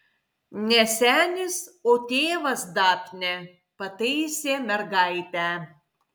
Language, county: Lithuanian, Kaunas